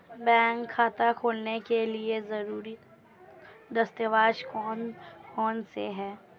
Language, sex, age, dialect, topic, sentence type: Hindi, female, 25-30, Marwari Dhudhari, banking, question